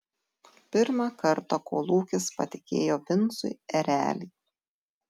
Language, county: Lithuanian, Tauragė